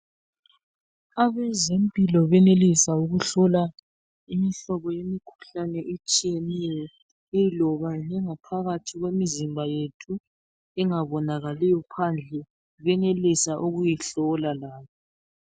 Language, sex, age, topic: North Ndebele, male, 36-49, health